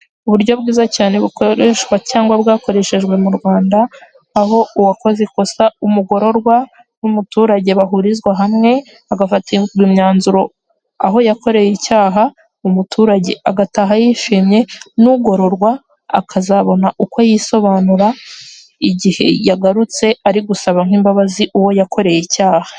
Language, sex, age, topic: Kinyarwanda, female, 18-24, government